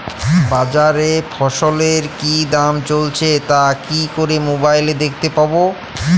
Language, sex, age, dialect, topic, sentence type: Bengali, male, 31-35, Jharkhandi, agriculture, question